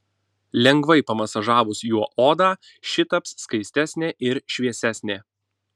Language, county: Lithuanian, Panevėžys